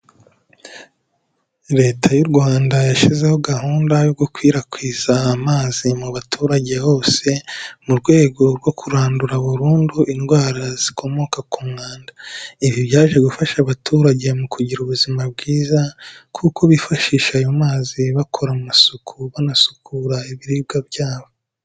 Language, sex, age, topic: Kinyarwanda, male, 18-24, health